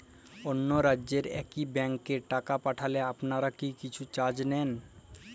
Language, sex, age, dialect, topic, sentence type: Bengali, male, 18-24, Jharkhandi, banking, question